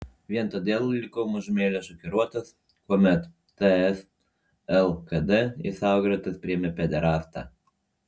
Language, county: Lithuanian, Panevėžys